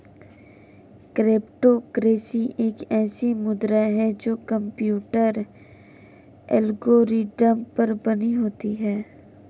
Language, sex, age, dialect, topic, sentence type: Hindi, female, 25-30, Marwari Dhudhari, banking, statement